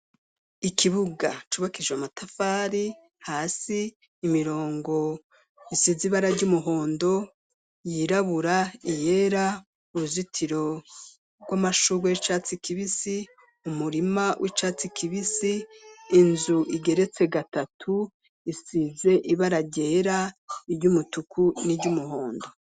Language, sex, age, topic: Rundi, female, 36-49, education